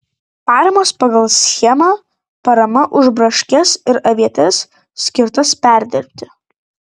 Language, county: Lithuanian, Vilnius